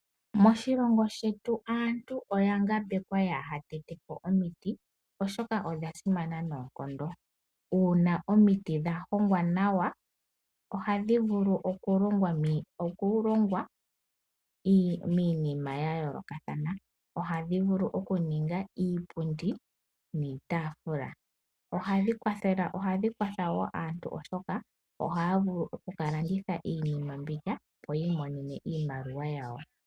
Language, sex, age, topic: Oshiwambo, female, 18-24, finance